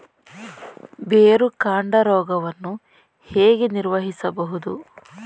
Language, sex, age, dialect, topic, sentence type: Kannada, female, 31-35, Mysore Kannada, agriculture, question